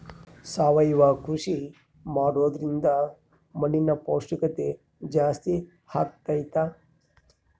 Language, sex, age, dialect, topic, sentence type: Kannada, male, 31-35, Central, agriculture, question